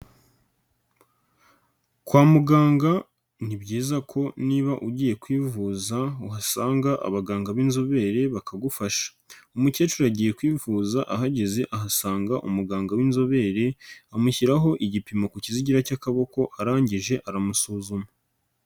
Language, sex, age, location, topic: Kinyarwanda, male, 25-35, Nyagatare, health